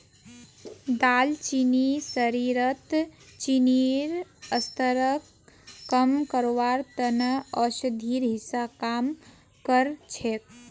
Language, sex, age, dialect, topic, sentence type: Magahi, female, 18-24, Northeastern/Surjapuri, agriculture, statement